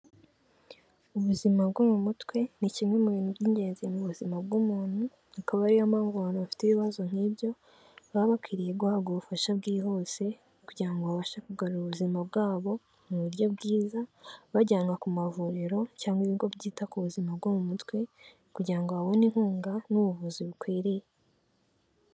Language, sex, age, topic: Kinyarwanda, female, 18-24, health